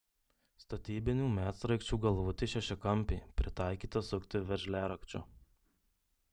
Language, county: Lithuanian, Marijampolė